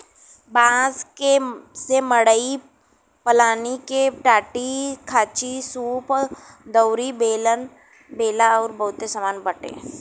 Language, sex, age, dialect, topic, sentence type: Bhojpuri, female, 18-24, Western, agriculture, statement